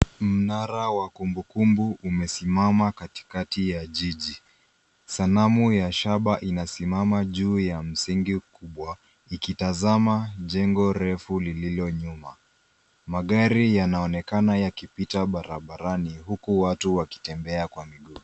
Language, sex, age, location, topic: Swahili, male, 25-35, Nairobi, government